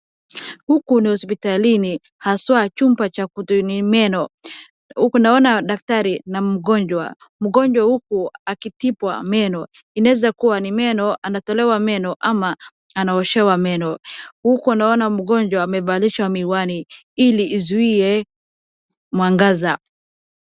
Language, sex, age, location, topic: Swahili, female, 18-24, Wajir, health